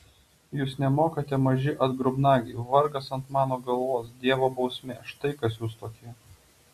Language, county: Lithuanian, Utena